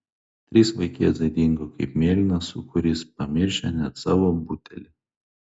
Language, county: Lithuanian, Klaipėda